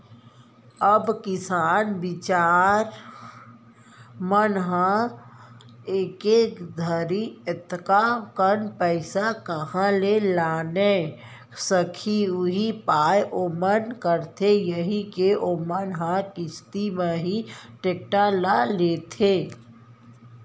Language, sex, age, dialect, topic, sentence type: Chhattisgarhi, female, 18-24, Central, banking, statement